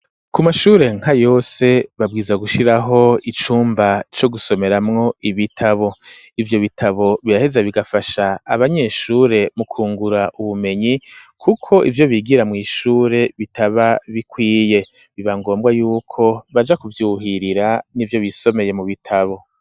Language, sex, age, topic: Rundi, male, 50+, education